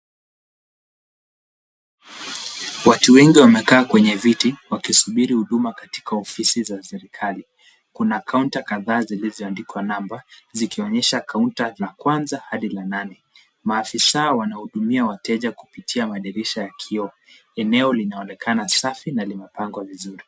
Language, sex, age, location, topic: Swahili, male, 18-24, Kisumu, government